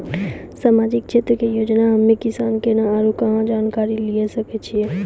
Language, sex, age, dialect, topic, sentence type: Maithili, female, 18-24, Angika, banking, question